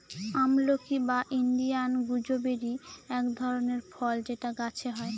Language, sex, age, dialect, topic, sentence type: Bengali, female, 18-24, Northern/Varendri, agriculture, statement